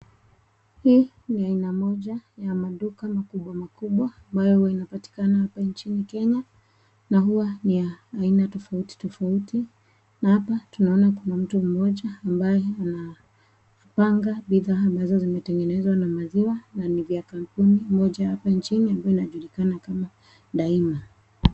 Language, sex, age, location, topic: Swahili, female, 25-35, Nakuru, finance